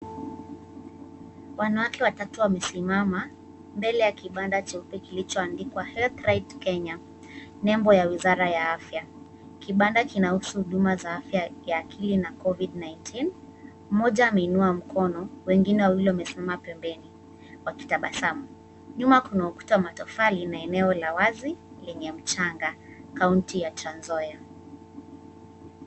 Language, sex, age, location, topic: Swahili, female, 18-24, Nairobi, health